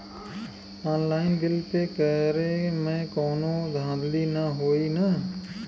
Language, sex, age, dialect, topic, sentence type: Bhojpuri, male, 25-30, Western, banking, question